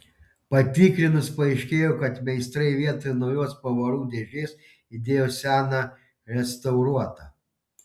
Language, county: Lithuanian, Panevėžys